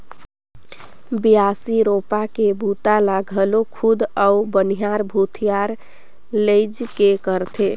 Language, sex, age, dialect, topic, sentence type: Chhattisgarhi, female, 25-30, Northern/Bhandar, agriculture, statement